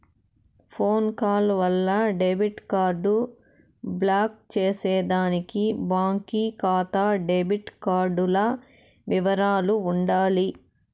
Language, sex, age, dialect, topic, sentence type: Telugu, female, 31-35, Southern, banking, statement